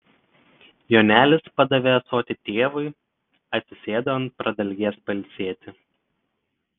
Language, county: Lithuanian, Telšiai